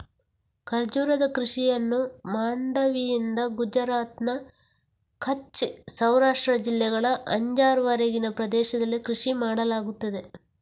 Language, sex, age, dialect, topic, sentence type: Kannada, female, 46-50, Coastal/Dakshin, agriculture, statement